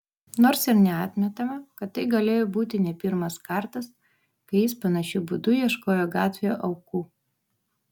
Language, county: Lithuanian, Vilnius